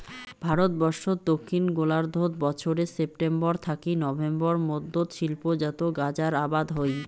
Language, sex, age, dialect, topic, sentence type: Bengali, female, 18-24, Rajbangshi, agriculture, statement